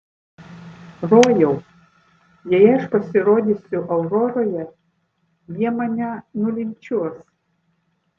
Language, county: Lithuanian, Vilnius